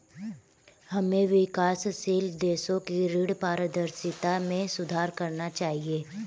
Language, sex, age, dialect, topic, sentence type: Hindi, male, 18-24, Kanauji Braj Bhasha, banking, statement